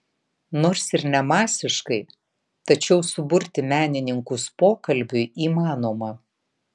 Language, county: Lithuanian, Vilnius